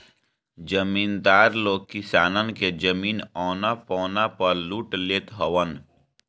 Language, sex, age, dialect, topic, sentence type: Bhojpuri, male, 18-24, Northern, banking, statement